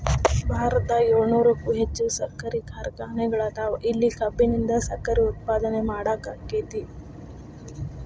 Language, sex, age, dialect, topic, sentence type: Kannada, female, 25-30, Dharwad Kannada, agriculture, statement